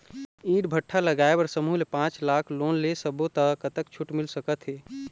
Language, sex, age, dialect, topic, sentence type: Chhattisgarhi, male, 25-30, Eastern, banking, question